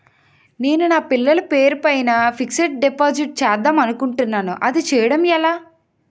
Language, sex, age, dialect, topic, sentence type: Telugu, female, 25-30, Utterandhra, banking, question